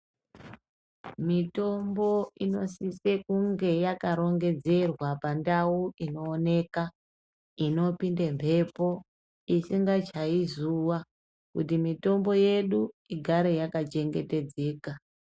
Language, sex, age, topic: Ndau, female, 25-35, health